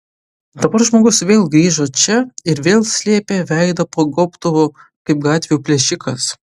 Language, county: Lithuanian, Utena